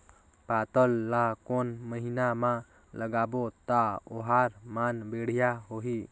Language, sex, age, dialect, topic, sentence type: Chhattisgarhi, male, 18-24, Northern/Bhandar, agriculture, question